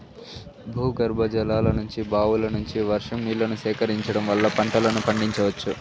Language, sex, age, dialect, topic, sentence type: Telugu, male, 18-24, Southern, agriculture, statement